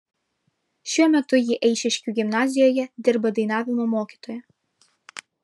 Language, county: Lithuanian, Vilnius